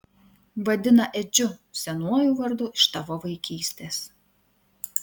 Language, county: Lithuanian, Vilnius